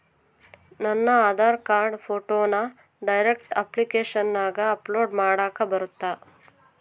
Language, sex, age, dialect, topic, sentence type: Kannada, female, 18-24, Central, banking, question